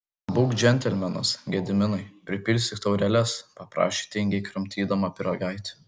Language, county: Lithuanian, Kaunas